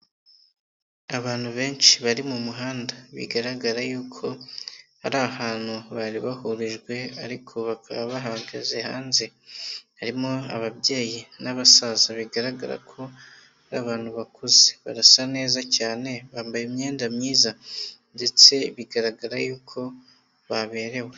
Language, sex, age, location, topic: Kinyarwanda, male, 18-24, Nyagatare, government